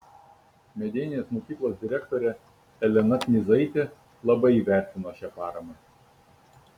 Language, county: Lithuanian, Kaunas